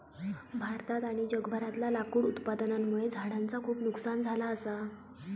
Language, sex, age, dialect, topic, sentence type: Marathi, female, 18-24, Southern Konkan, agriculture, statement